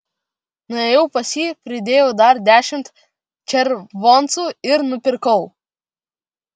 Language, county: Lithuanian, Vilnius